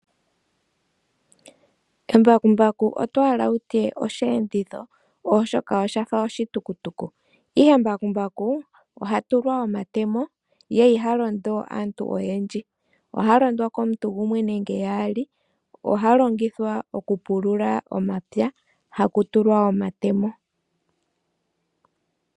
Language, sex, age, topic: Oshiwambo, female, 25-35, agriculture